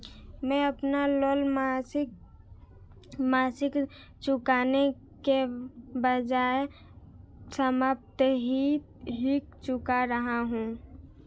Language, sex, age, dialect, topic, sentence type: Hindi, female, 18-24, Marwari Dhudhari, banking, statement